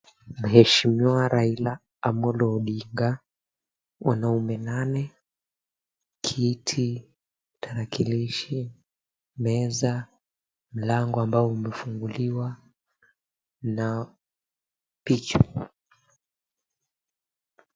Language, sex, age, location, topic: Swahili, male, 18-24, Mombasa, government